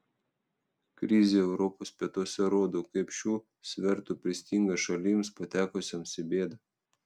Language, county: Lithuanian, Telšiai